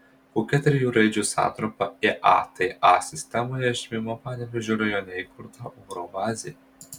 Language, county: Lithuanian, Marijampolė